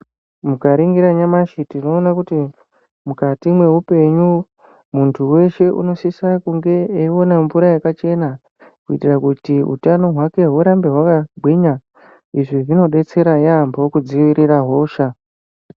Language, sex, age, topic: Ndau, male, 25-35, health